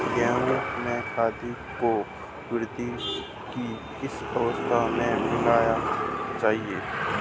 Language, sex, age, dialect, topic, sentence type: Hindi, male, 25-30, Marwari Dhudhari, agriculture, question